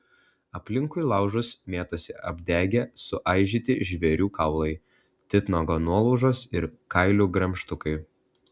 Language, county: Lithuanian, Klaipėda